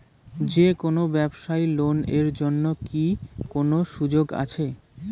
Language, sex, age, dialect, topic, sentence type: Bengali, male, 18-24, Rajbangshi, banking, question